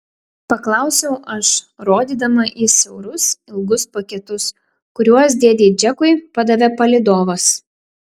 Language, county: Lithuanian, Klaipėda